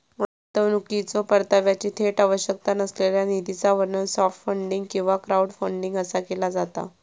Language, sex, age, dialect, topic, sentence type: Marathi, female, 31-35, Southern Konkan, banking, statement